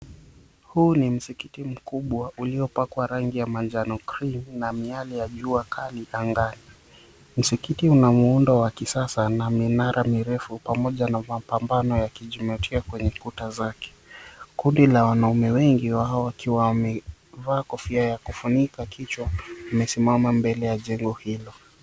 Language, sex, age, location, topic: Swahili, male, 25-35, Mombasa, government